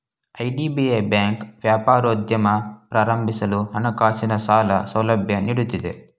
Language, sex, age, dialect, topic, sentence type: Kannada, male, 18-24, Mysore Kannada, banking, statement